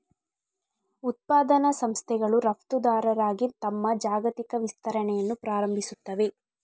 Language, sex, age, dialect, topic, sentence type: Kannada, female, 36-40, Coastal/Dakshin, banking, statement